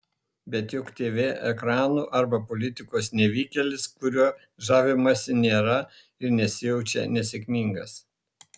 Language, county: Lithuanian, Šiauliai